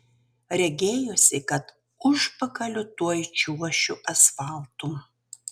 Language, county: Lithuanian, Utena